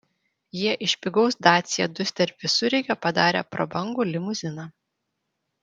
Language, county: Lithuanian, Vilnius